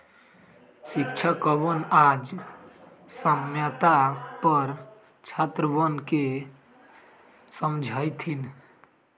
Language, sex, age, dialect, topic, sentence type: Magahi, male, 18-24, Western, banking, statement